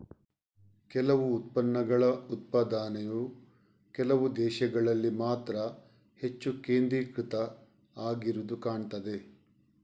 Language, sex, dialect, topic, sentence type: Kannada, male, Coastal/Dakshin, agriculture, statement